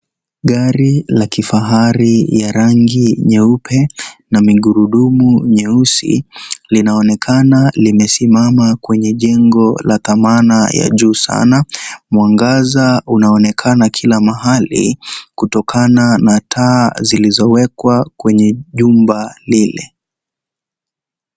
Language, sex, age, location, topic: Swahili, male, 18-24, Kisii, finance